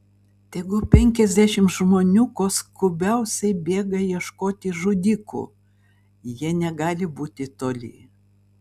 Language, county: Lithuanian, Vilnius